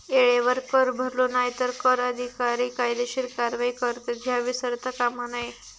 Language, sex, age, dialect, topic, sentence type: Marathi, female, 31-35, Southern Konkan, banking, statement